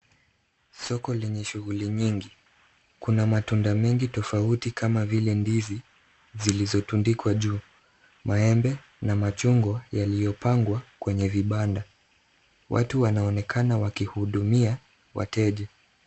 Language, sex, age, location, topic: Swahili, male, 25-35, Kisumu, finance